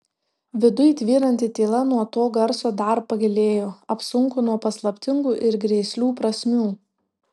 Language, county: Lithuanian, Tauragė